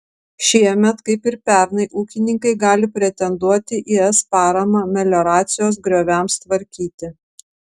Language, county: Lithuanian, Vilnius